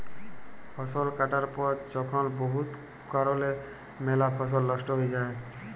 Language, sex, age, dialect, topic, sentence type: Bengali, male, 18-24, Jharkhandi, agriculture, statement